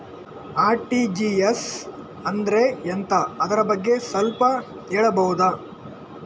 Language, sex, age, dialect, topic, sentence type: Kannada, male, 18-24, Coastal/Dakshin, banking, question